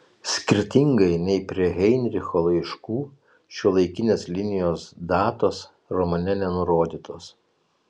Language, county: Lithuanian, Telšiai